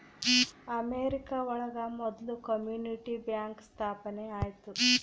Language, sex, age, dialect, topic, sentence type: Kannada, female, 36-40, Central, banking, statement